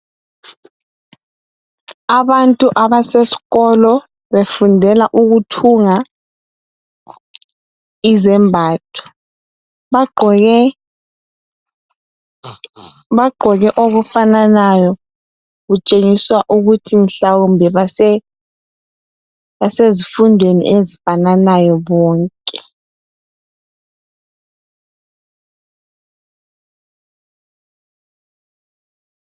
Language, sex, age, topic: North Ndebele, female, 18-24, education